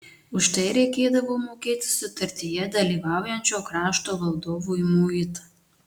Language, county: Lithuanian, Marijampolė